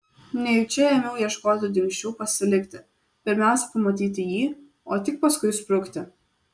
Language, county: Lithuanian, Kaunas